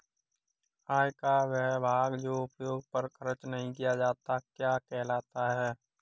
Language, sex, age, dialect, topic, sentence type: Hindi, male, 18-24, Kanauji Braj Bhasha, banking, question